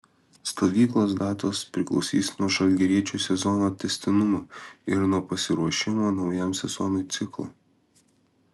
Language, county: Lithuanian, Kaunas